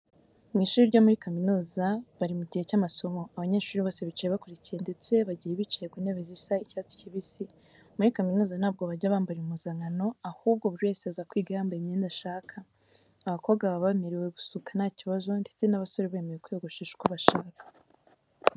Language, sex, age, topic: Kinyarwanda, female, 18-24, education